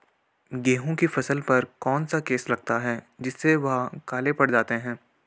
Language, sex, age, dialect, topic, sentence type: Hindi, male, 18-24, Garhwali, agriculture, question